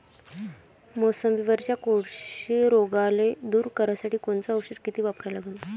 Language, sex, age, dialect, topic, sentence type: Marathi, female, 18-24, Varhadi, agriculture, question